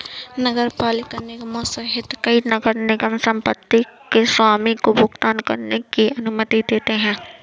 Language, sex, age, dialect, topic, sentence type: Hindi, female, 60-100, Awadhi Bundeli, banking, statement